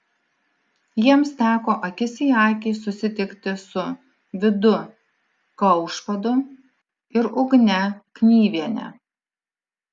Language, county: Lithuanian, Alytus